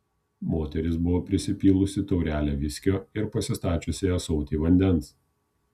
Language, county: Lithuanian, Kaunas